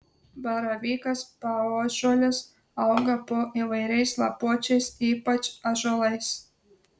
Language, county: Lithuanian, Telšiai